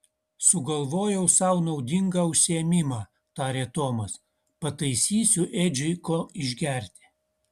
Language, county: Lithuanian, Utena